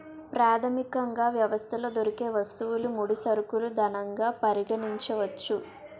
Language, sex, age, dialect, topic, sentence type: Telugu, female, 18-24, Utterandhra, banking, statement